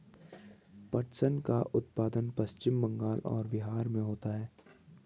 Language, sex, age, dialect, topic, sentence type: Hindi, female, 18-24, Hindustani Malvi Khadi Boli, agriculture, statement